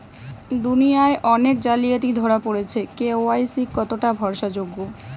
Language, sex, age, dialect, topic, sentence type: Bengali, female, 18-24, Rajbangshi, banking, question